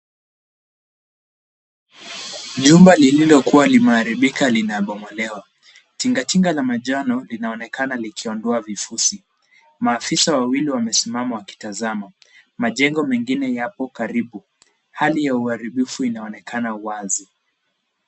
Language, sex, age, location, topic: Swahili, male, 18-24, Kisumu, health